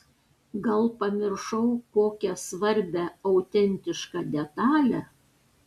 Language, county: Lithuanian, Panevėžys